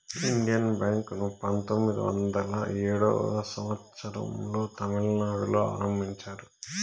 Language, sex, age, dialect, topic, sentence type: Telugu, male, 31-35, Southern, banking, statement